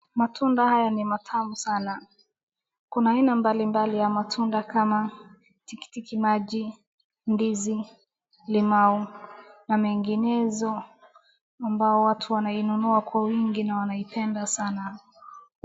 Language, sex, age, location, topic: Swahili, female, 36-49, Wajir, finance